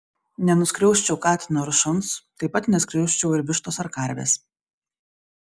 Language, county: Lithuanian, Šiauliai